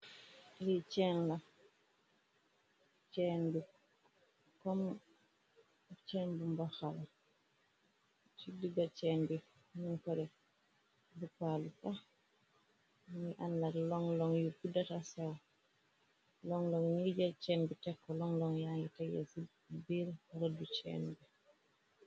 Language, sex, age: Wolof, female, 36-49